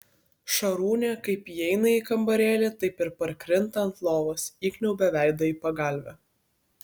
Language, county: Lithuanian, Kaunas